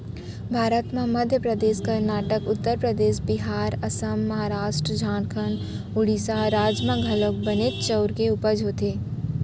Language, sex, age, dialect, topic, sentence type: Chhattisgarhi, female, 41-45, Central, agriculture, statement